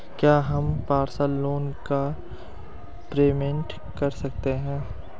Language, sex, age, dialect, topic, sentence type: Hindi, male, 18-24, Hindustani Malvi Khadi Boli, banking, question